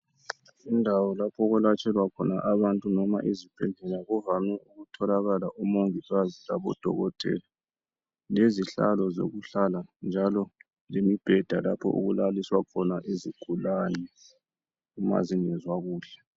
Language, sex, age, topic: North Ndebele, male, 36-49, health